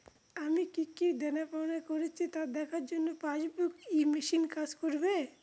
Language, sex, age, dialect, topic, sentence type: Bengali, male, 46-50, Northern/Varendri, banking, question